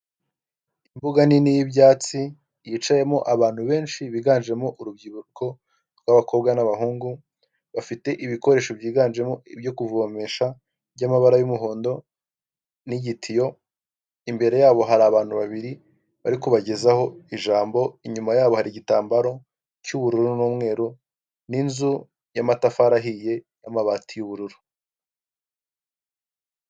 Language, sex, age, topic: Kinyarwanda, male, 18-24, government